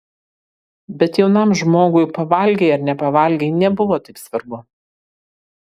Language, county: Lithuanian, Kaunas